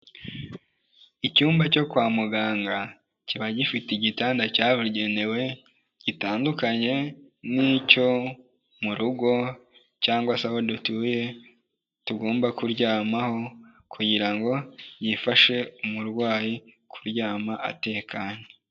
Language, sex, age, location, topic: Kinyarwanda, male, 18-24, Kigali, health